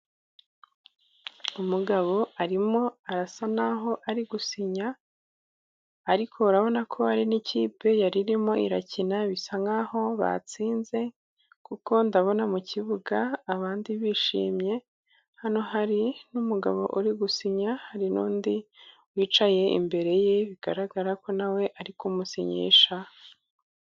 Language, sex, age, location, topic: Kinyarwanda, female, 18-24, Musanze, government